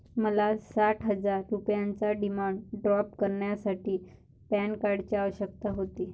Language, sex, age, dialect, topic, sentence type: Marathi, female, 60-100, Varhadi, banking, statement